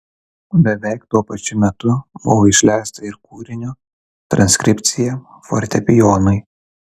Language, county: Lithuanian, Kaunas